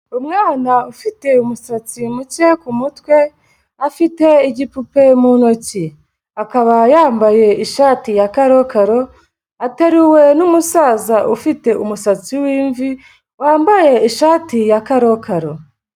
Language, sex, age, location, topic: Kinyarwanda, female, 25-35, Kigali, health